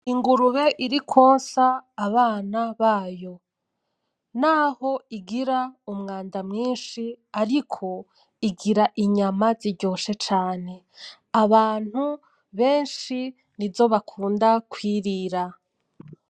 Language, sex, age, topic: Rundi, female, 25-35, agriculture